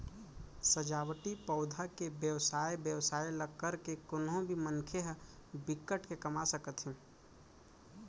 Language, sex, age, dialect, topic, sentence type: Chhattisgarhi, male, 25-30, Central, agriculture, statement